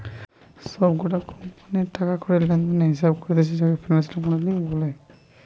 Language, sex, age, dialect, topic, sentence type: Bengali, male, 18-24, Western, banking, statement